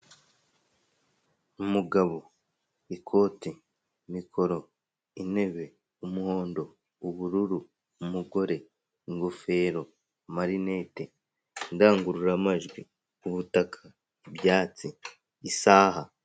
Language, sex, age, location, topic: Kinyarwanda, male, 18-24, Kigali, government